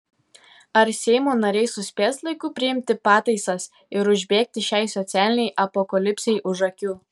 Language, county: Lithuanian, Telšiai